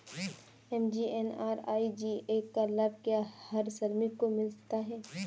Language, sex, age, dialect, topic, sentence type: Hindi, female, 18-24, Kanauji Braj Bhasha, banking, statement